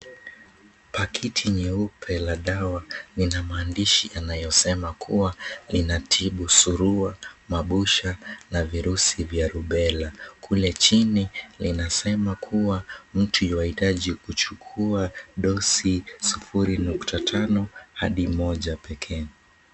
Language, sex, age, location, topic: Swahili, male, 18-24, Mombasa, health